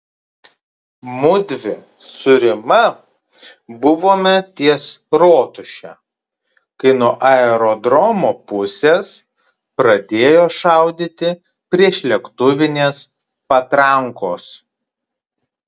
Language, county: Lithuanian, Kaunas